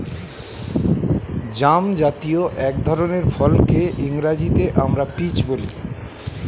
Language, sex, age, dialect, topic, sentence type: Bengali, male, 41-45, Standard Colloquial, agriculture, statement